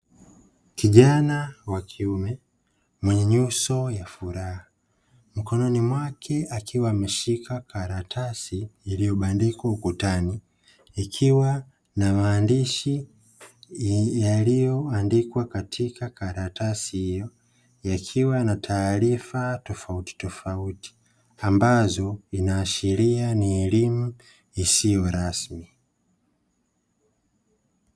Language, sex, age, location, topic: Swahili, female, 18-24, Dar es Salaam, education